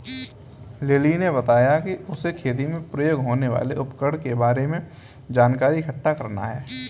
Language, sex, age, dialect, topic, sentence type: Hindi, male, 18-24, Kanauji Braj Bhasha, agriculture, statement